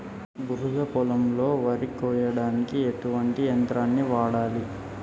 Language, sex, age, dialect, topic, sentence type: Telugu, male, 18-24, Telangana, agriculture, question